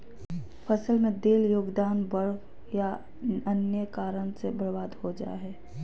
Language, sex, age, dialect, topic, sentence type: Magahi, female, 31-35, Southern, agriculture, statement